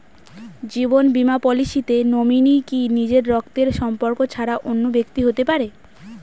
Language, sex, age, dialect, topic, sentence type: Bengali, female, 18-24, Standard Colloquial, banking, question